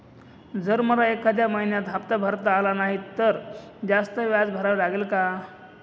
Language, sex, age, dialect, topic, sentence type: Marathi, male, 25-30, Northern Konkan, banking, question